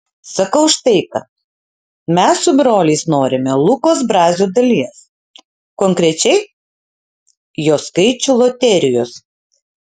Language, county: Lithuanian, Utena